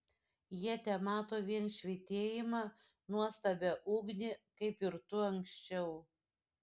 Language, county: Lithuanian, Šiauliai